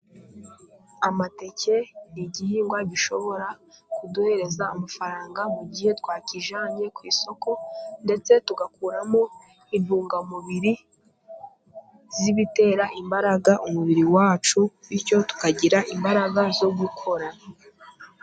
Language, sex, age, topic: Kinyarwanda, female, 18-24, agriculture